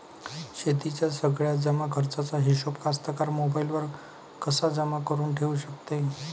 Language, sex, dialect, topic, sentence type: Marathi, male, Varhadi, agriculture, question